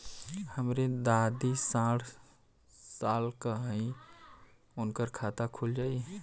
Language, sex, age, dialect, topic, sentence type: Bhojpuri, male, 18-24, Western, banking, question